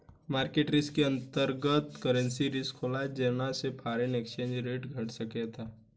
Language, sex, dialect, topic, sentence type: Bhojpuri, male, Southern / Standard, banking, statement